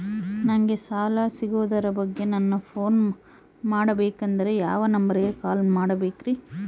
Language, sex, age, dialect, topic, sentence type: Kannada, female, 18-24, Central, banking, question